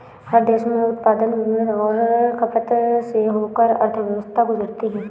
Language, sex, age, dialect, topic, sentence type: Hindi, female, 18-24, Awadhi Bundeli, banking, statement